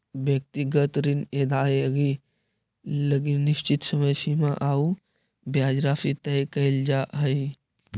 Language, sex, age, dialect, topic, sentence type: Magahi, male, 18-24, Central/Standard, banking, statement